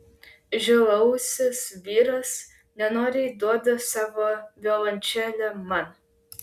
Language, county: Lithuanian, Klaipėda